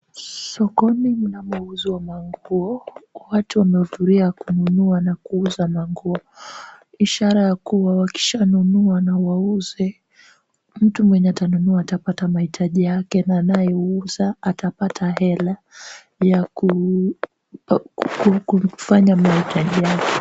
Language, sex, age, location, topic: Swahili, female, 18-24, Kisumu, finance